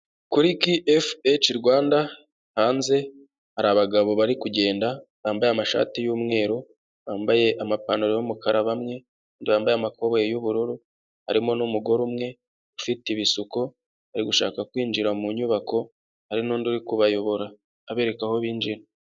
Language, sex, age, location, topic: Kinyarwanda, male, 25-35, Huye, health